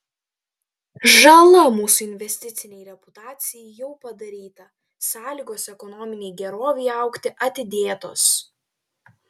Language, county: Lithuanian, Telšiai